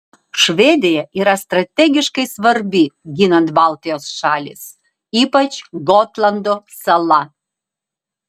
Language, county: Lithuanian, Vilnius